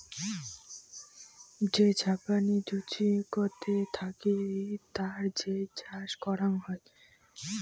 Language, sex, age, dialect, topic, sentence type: Bengali, female, <18, Rajbangshi, agriculture, statement